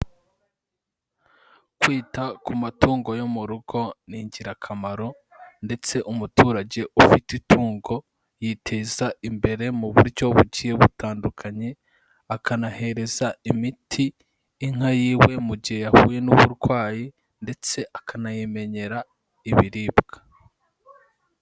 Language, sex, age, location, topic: Kinyarwanda, male, 25-35, Kigali, agriculture